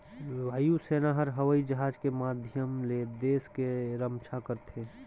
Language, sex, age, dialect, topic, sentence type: Chhattisgarhi, male, 31-35, Northern/Bhandar, banking, statement